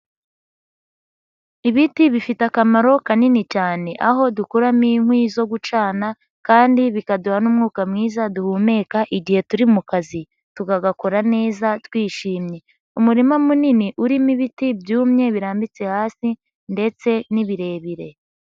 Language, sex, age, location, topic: Kinyarwanda, female, 50+, Nyagatare, agriculture